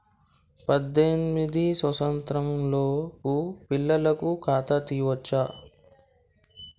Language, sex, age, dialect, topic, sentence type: Telugu, male, 60-100, Telangana, banking, question